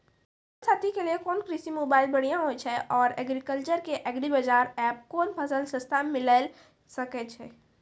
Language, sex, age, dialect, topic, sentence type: Maithili, female, 18-24, Angika, agriculture, question